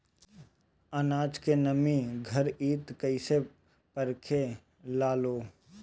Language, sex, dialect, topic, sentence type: Bhojpuri, male, Northern, agriculture, question